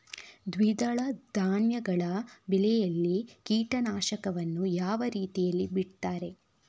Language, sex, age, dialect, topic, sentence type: Kannada, female, 36-40, Coastal/Dakshin, agriculture, question